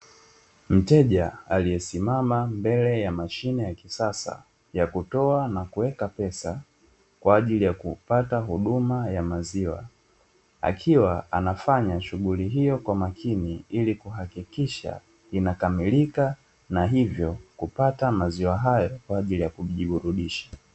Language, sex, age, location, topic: Swahili, male, 25-35, Dar es Salaam, finance